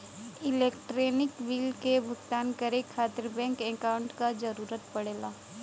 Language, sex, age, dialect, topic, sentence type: Bhojpuri, female, 18-24, Western, banking, statement